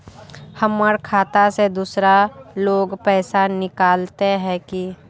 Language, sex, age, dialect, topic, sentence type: Magahi, female, 41-45, Northeastern/Surjapuri, banking, question